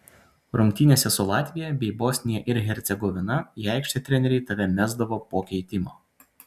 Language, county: Lithuanian, Utena